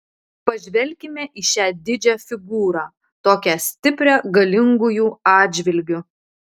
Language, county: Lithuanian, Utena